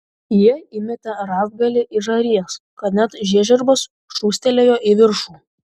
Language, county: Lithuanian, Šiauliai